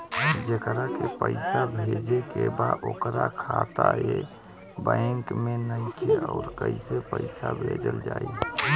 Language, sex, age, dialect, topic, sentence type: Bhojpuri, female, 25-30, Southern / Standard, banking, question